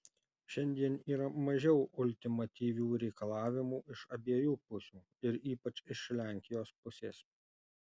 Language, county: Lithuanian, Alytus